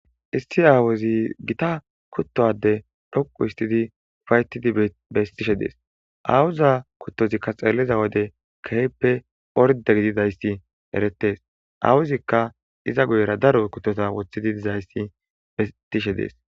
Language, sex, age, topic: Gamo, male, 25-35, agriculture